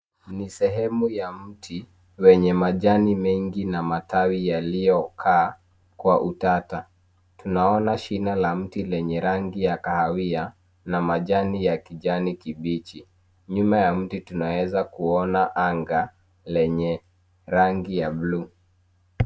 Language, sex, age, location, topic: Swahili, male, 18-24, Nairobi, health